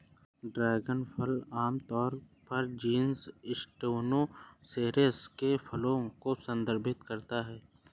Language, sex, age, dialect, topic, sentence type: Hindi, male, 18-24, Awadhi Bundeli, agriculture, statement